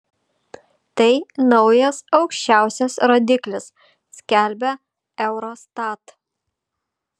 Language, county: Lithuanian, Vilnius